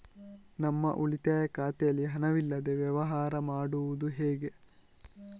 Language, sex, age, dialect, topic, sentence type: Kannada, male, 41-45, Coastal/Dakshin, banking, question